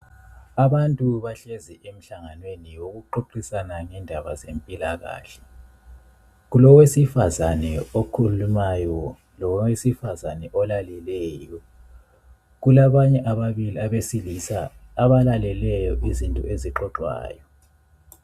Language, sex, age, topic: North Ndebele, male, 25-35, health